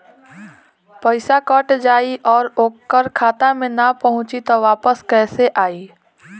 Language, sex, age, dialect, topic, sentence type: Bhojpuri, female, 18-24, Southern / Standard, banking, question